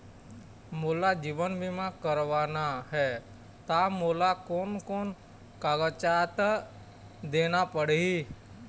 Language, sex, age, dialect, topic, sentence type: Chhattisgarhi, male, 25-30, Eastern, banking, question